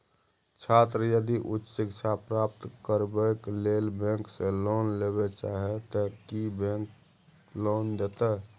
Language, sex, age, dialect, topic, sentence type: Maithili, male, 36-40, Bajjika, banking, question